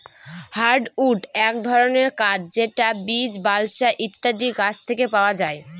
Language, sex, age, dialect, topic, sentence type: Bengali, female, <18, Northern/Varendri, agriculture, statement